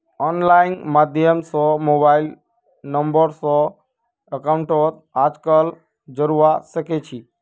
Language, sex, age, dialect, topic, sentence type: Magahi, male, 60-100, Northeastern/Surjapuri, banking, statement